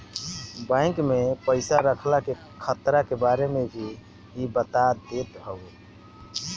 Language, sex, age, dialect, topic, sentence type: Bhojpuri, male, 60-100, Northern, banking, statement